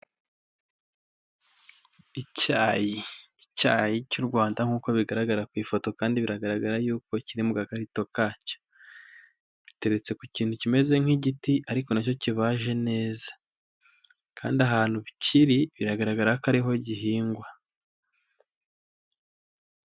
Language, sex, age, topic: Kinyarwanda, male, 18-24, health